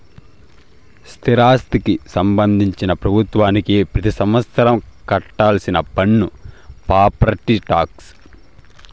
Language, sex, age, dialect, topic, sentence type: Telugu, male, 18-24, Southern, banking, statement